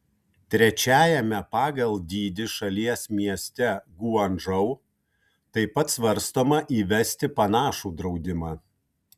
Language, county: Lithuanian, Kaunas